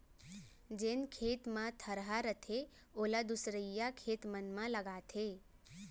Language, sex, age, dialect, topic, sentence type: Chhattisgarhi, female, 18-24, Central, agriculture, statement